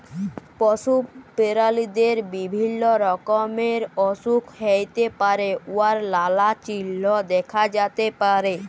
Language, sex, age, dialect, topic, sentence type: Bengali, male, 31-35, Jharkhandi, agriculture, statement